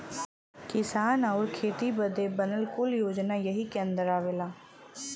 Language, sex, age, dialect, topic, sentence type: Bhojpuri, female, 25-30, Western, agriculture, statement